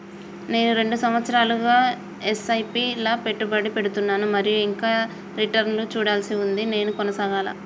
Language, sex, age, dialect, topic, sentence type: Telugu, female, 31-35, Telangana, banking, question